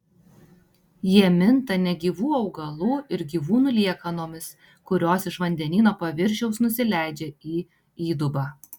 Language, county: Lithuanian, Tauragė